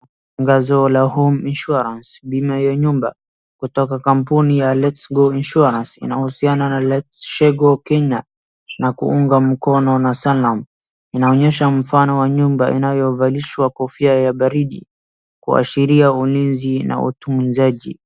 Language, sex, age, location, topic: Swahili, male, 18-24, Wajir, finance